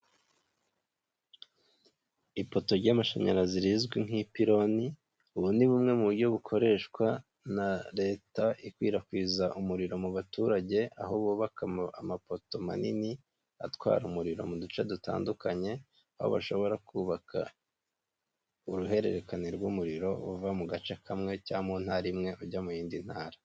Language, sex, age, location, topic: Kinyarwanda, male, 25-35, Kigali, government